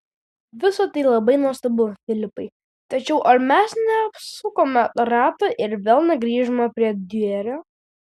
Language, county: Lithuanian, Vilnius